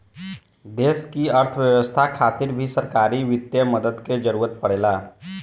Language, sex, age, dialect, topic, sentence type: Bhojpuri, male, 18-24, Southern / Standard, banking, statement